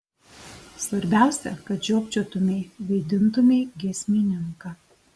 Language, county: Lithuanian, Alytus